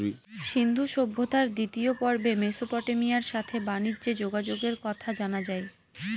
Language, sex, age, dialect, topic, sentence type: Bengali, female, 18-24, Northern/Varendri, agriculture, statement